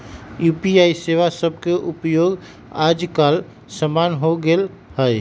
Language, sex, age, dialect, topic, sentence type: Magahi, male, 36-40, Western, banking, statement